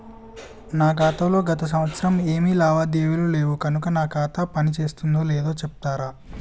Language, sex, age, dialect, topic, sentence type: Telugu, male, 18-24, Telangana, banking, question